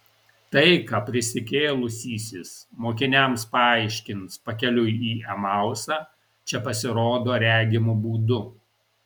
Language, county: Lithuanian, Alytus